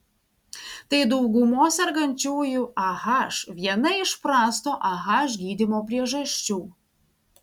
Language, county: Lithuanian, Vilnius